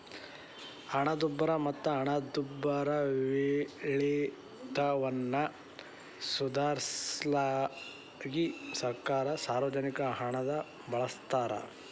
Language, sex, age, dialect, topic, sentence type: Kannada, male, 31-35, Dharwad Kannada, banking, statement